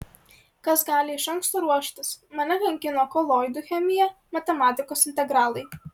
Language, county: Lithuanian, Klaipėda